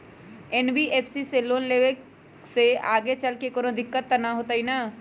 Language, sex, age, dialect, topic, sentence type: Magahi, female, 31-35, Western, banking, question